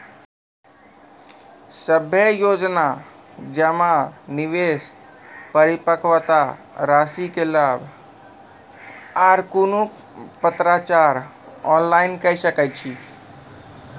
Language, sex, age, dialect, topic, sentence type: Maithili, male, 18-24, Angika, banking, question